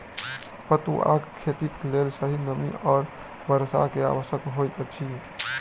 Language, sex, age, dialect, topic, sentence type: Maithili, male, 18-24, Southern/Standard, agriculture, statement